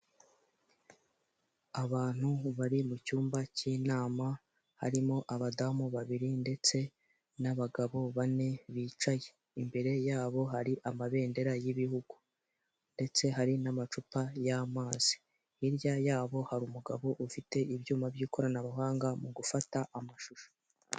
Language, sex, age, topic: Kinyarwanda, male, 18-24, government